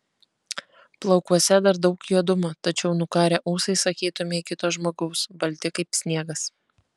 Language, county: Lithuanian, Kaunas